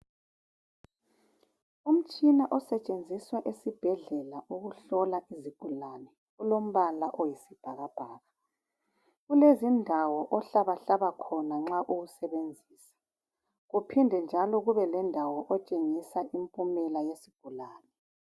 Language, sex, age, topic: North Ndebele, female, 36-49, health